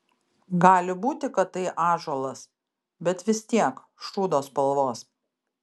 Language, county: Lithuanian, Kaunas